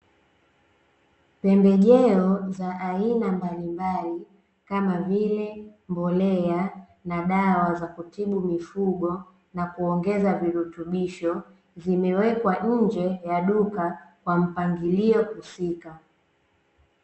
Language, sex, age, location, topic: Swahili, female, 25-35, Dar es Salaam, agriculture